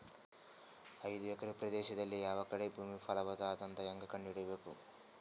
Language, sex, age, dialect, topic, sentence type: Kannada, male, 18-24, Northeastern, agriculture, question